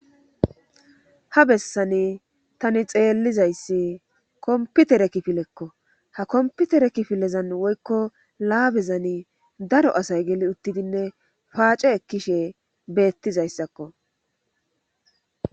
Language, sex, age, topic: Gamo, female, 25-35, government